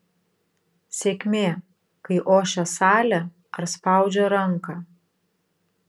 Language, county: Lithuanian, Vilnius